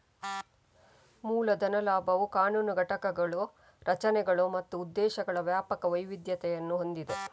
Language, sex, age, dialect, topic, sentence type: Kannada, female, 25-30, Coastal/Dakshin, banking, statement